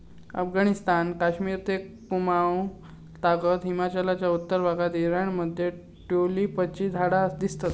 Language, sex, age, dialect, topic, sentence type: Marathi, male, 56-60, Southern Konkan, agriculture, statement